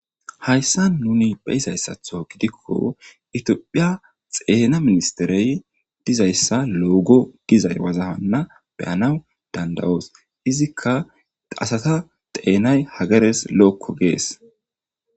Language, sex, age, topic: Gamo, male, 18-24, government